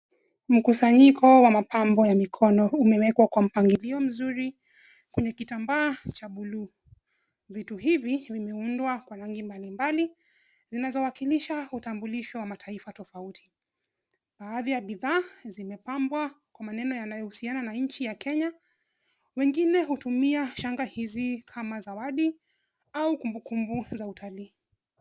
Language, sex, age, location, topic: Swahili, female, 25-35, Nairobi, finance